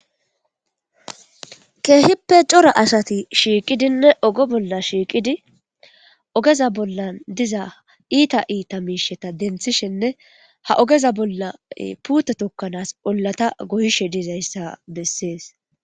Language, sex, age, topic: Gamo, female, 25-35, government